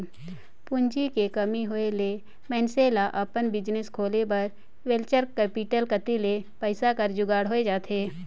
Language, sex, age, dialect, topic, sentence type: Chhattisgarhi, female, 60-100, Northern/Bhandar, banking, statement